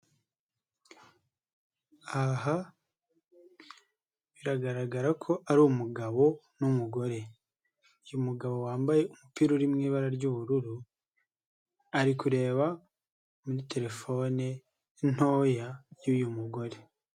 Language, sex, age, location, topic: Kinyarwanda, male, 25-35, Nyagatare, finance